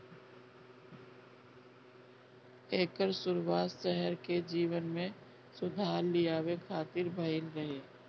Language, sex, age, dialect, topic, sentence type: Bhojpuri, female, 36-40, Northern, banking, statement